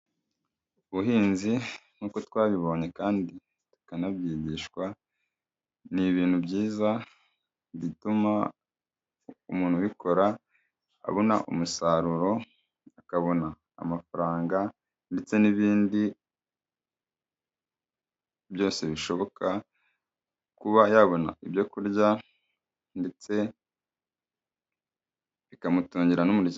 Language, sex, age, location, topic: Kinyarwanda, male, 25-35, Kigali, agriculture